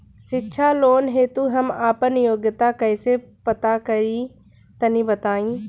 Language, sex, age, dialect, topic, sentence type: Bhojpuri, female, 25-30, Southern / Standard, banking, question